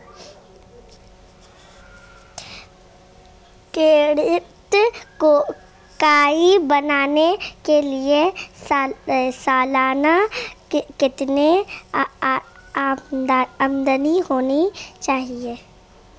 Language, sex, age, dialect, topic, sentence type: Hindi, female, 25-30, Marwari Dhudhari, banking, question